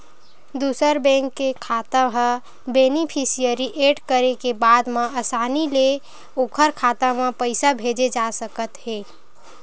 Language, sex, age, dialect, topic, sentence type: Chhattisgarhi, female, 18-24, Western/Budati/Khatahi, banking, statement